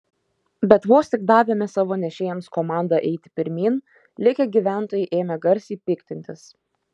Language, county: Lithuanian, Šiauliai